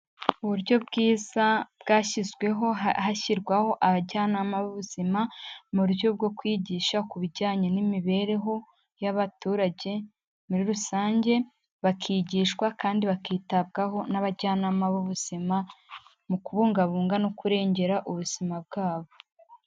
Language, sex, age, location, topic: Kinyarwanda, female, 18-24, Huye, health